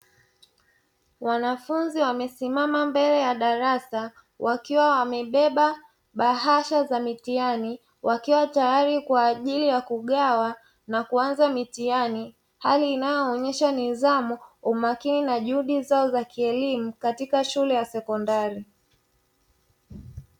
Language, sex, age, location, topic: Swahili, female, 25-35, Dar es Salaam, education